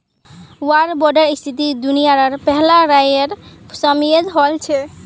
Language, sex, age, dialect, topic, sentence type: Magahi, female, 18-24, Northeastern/Surjapuri, banking, statement